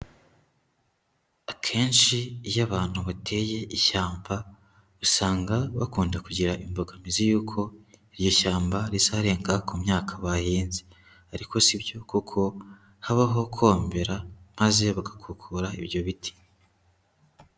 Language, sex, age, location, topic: Kinyarwanda, male, 25-35, Huye, agriculture